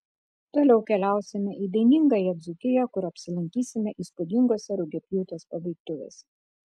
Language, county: Lithuanian, Kaunas